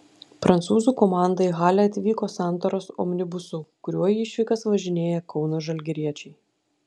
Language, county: Lithuanian, Klaipėda